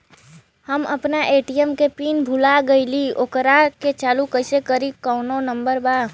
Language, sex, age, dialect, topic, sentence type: Bhojpuri, female, <18, Western, banking, question